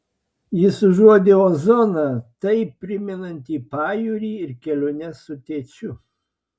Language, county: Lithuanian, Klaipėda